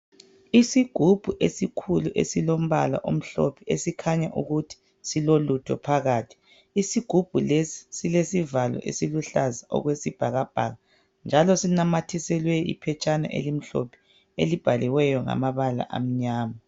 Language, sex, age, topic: North Ndebele, female, 25-35, health